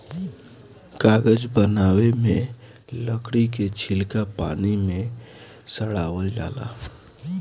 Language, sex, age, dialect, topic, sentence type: Bhojpuri, male, 18-24, Southern / Standard, agriculture, statement